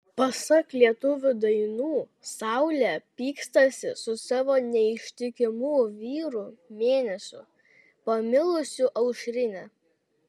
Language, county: Lithuanian, Kaunas